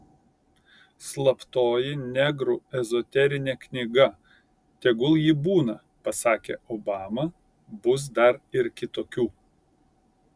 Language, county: Lithuanian, Kaunas